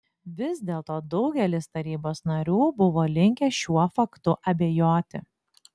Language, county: Lithuanian, Klaipėda